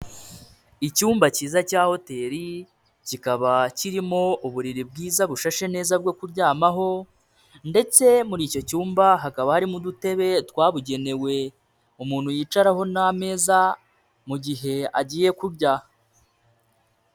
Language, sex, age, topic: Kinyarwanda, female, 25-35, finance